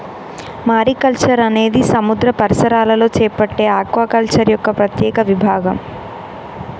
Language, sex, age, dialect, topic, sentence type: Telugu, male, 18-24, Telangana, agriculture, statement